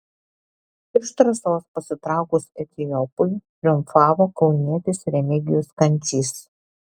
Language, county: Lithuanian, Alytus